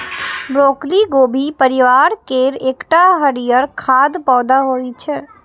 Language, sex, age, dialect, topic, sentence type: Maithili, female, 18-24, Eastern / Thethi, agriculture, statement